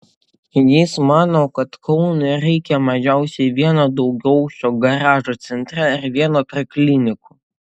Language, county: Lithuanian, Utena